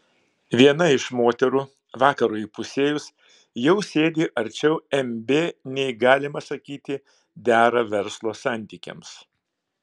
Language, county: Lithuanian, Klaipėda